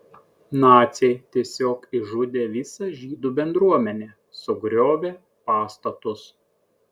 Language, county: Lithuanian, Klaipėda